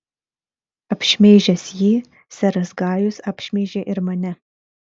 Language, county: Lithuanian, Vilnius